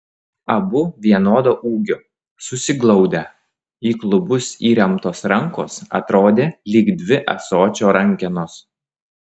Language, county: Lithuanian, Klaipėda